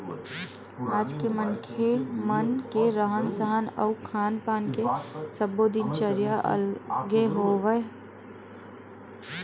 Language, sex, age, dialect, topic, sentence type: Chhattisgarhi, female, 18-24, Western/Budati/Khatahi, banking, statement